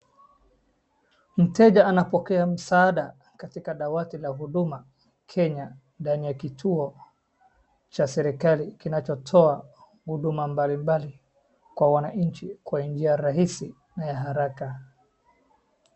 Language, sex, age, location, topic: Swahili, male, 25-35, Wajir, government